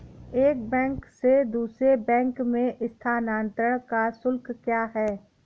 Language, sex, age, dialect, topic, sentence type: Hindi, female, 18-24, Awadhi Bundeli, banking, question